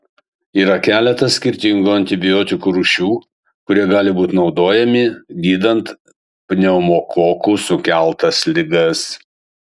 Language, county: Lithuanian, Kaunas